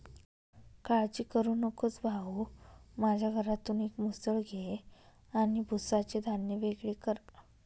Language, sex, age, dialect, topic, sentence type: Marathi, female, 25-30, Northern Konkan, agriculture, statement